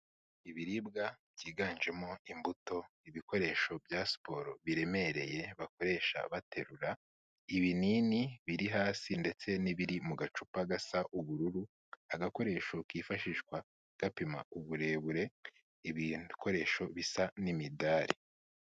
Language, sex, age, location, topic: Kinyarwanda, male, 25-35, Kigali, health